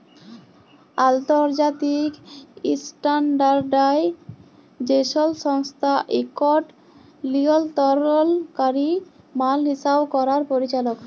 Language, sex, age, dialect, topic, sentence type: Bengali, female, 18-24, Jharkhandi, banking, statement